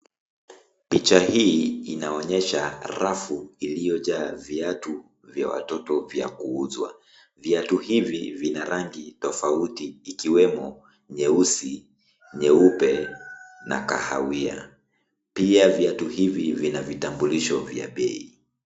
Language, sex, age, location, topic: Swahili, male, 25-35, Nairobi, finance